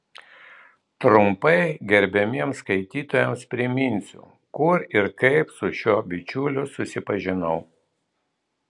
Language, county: Lithuanian, Vilnius